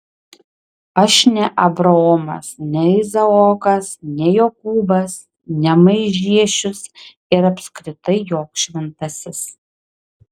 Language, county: Lithuanian, Klaipėda